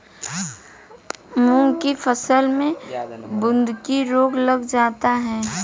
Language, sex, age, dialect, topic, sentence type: Hindi, female, 18-24, Hindustani Malvi Khadi Boli, agriculture, statement